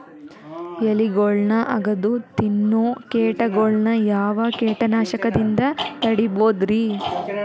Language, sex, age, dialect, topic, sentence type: Kannada, female, 18-24, Dharwad Kannada, agriculture, question